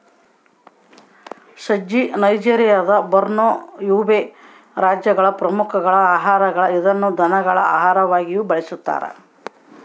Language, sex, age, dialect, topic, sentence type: Kannada, female, 18-24, Central, agriculture, statement